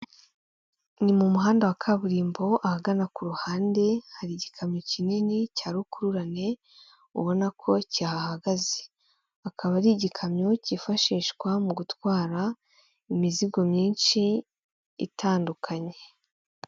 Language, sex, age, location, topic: Kinyarwanda, female, 18-24, Kigali, health